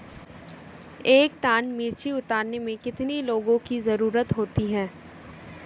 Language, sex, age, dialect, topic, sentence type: Hindi, female, 18-24, Marwari Dhudhari, agriculture, question